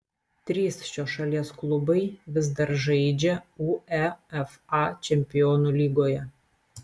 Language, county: Lithuanian, Telšiai